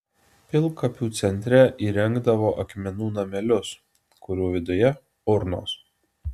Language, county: Lithuanian, Alytus